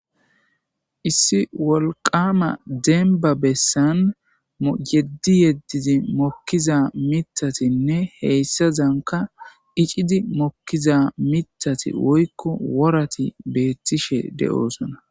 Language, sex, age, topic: Gamo, male, 18-24, government